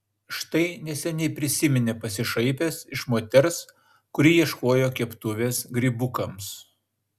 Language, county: Lithuanian, Šiauliai